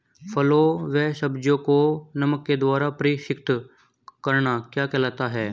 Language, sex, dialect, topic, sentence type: Hindi, male, Hindustani Malvi Khadi Boli, agriculture, question